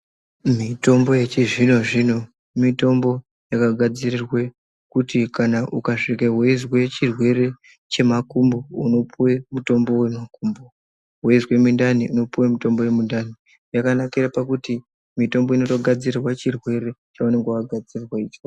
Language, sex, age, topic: Ndau, female, 36-49, health